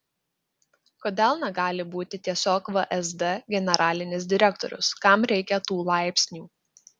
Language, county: Lithuanian, Klaipėda